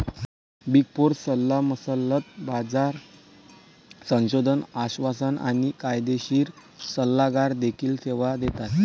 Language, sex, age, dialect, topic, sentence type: Marathi, male, 18-24, Varhadi, banking, statement